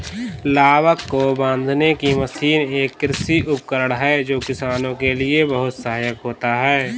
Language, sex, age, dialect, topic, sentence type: Hindi, male, 18-24, Kanauji Braj Bhasha, agriculture, statement